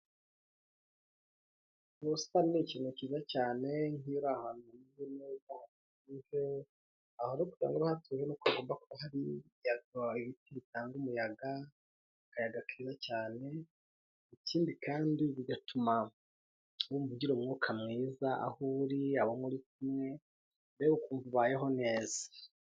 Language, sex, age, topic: Kinyarwanda, male, 25-35, health